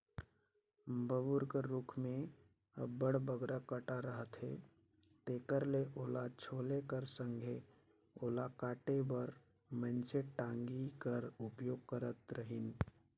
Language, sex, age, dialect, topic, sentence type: Chhattisgarhi, male, 56-60, Northern/Bhandar, agriculture, statement